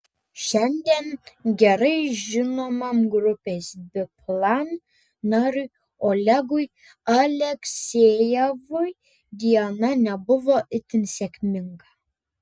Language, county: Lithuanian, Panevėžys